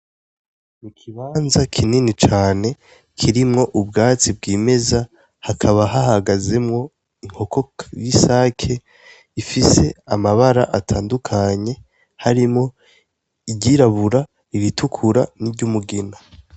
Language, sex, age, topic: Rundi, male, 18-24, agriculture